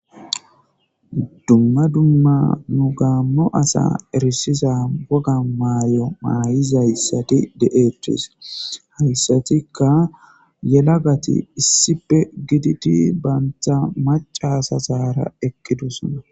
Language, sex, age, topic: Gamo, male, 18-24, government